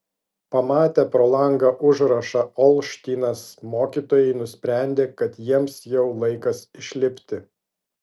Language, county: Lithuanian, Vilnius